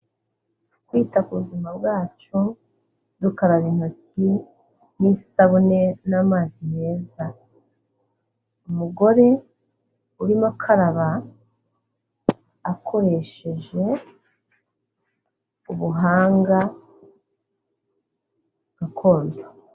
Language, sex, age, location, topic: Kinyarwanda, female, 36-49, Kigali, health